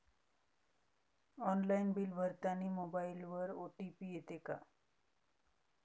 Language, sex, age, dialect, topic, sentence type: Marathi, female, 31-35, Varhadi, banking, question